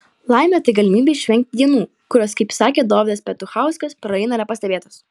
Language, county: Lithuanian, Klaipėda